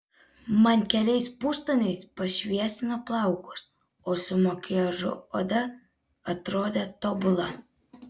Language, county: Lithuanian, Panevėžys